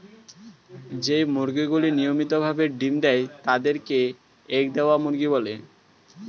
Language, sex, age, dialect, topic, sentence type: Bengali, male, 18-24, Standard Colloquial, agriculture, statement